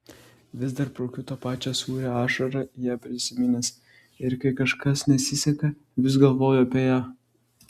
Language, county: Lithuanian, Klaipėda